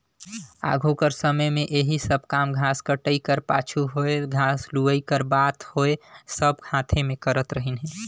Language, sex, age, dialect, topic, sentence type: Chhattisgarhi, male, 25-30, Northern/Bhandar, agriculture, statement